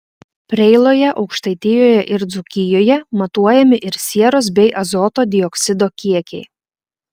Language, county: Lithuanian, Klaipėda